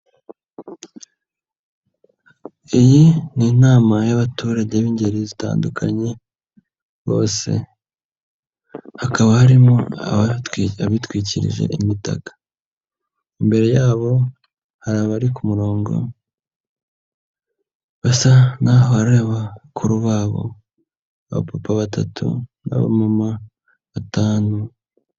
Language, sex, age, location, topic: Kinyarwanda, male, 25-35, Nyagatare, government